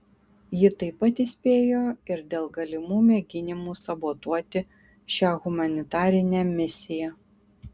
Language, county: Lithuanian, Kaunas